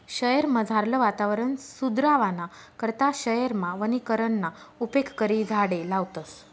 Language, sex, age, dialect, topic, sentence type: Marathi, female, 25-30, Northern Konkan, agriculture, statement